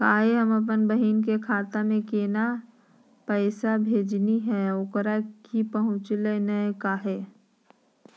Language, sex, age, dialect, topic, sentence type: Magahi, female, 51-55, Southern, banking, question